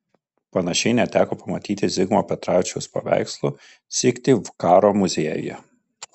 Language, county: Lithuanian, Kaunas